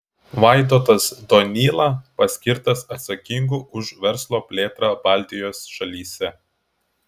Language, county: Lithuanian, Klaipėda